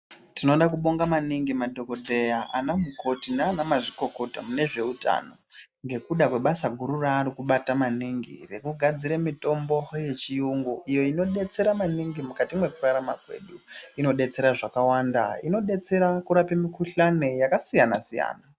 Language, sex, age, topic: Ndau, male, 18-24, health